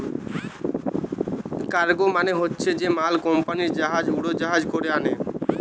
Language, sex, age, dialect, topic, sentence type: Bengali, male, 18-24, Western, banking, statement